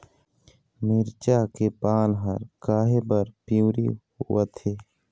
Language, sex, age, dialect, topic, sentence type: Chhattisgarhi, male, 25-30, Eastern, agriculture, question